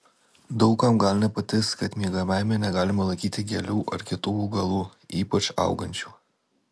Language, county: Lithuanian, Alytus